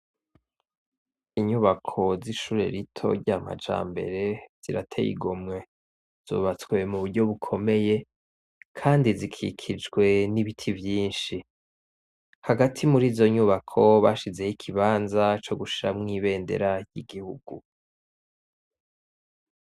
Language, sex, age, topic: Rundi, male, 25-35, education